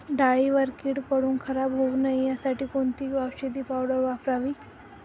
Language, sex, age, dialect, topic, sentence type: Marathi, female, 18-24, Northern Konkan, agriculture, question